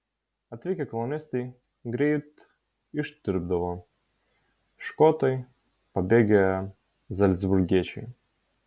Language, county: Lithuanian, Vilnius